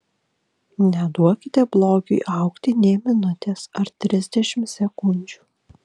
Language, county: Lithuanian, Kaunas